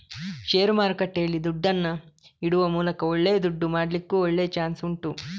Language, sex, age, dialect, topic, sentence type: Kannada, male, 31-35, Coastal/Dakshin, banking, statement